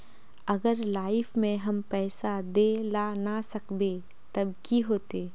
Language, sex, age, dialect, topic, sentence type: Magahi, female, 18-24, Northeastern/Surjapuri, banking, question